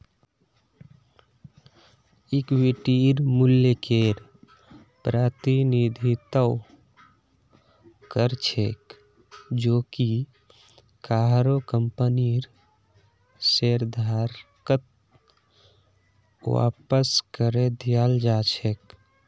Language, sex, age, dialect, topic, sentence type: Magahi, male, 18-24, Northeastern/Surjapuri, banking, statement